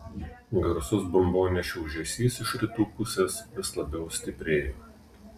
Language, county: Lithuanian, Telšiai